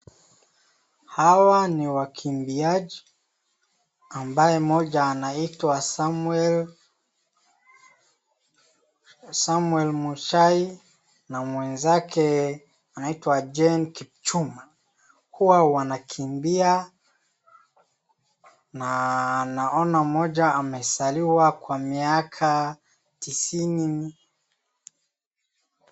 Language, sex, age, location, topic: Swahili, male, 18-24, Wajir, education